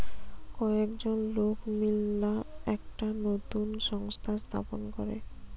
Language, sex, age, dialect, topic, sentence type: Bengali, female, 18-24, Western, banking, statement